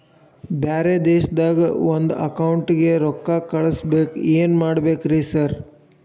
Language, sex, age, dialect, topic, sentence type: Kannada, male, 18-24, Dharwad Kannada, banking, question